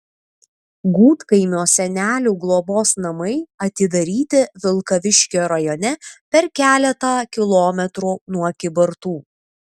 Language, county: Lithuanian, Vilnius